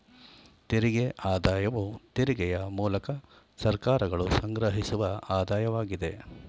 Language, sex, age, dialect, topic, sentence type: Kannada, male, 51-55, Mysore Kannada, banking, statement